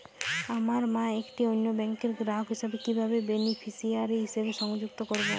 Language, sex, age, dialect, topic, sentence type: Bengali, female, 25-30, Jharkhandi, banking, question